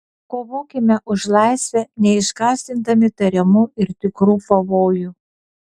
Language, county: Lithuanian, Vilnius